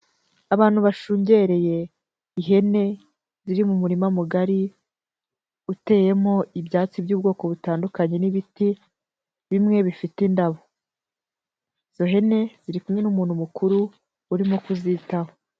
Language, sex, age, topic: Kinyarwanda, female, 18-24, agriculture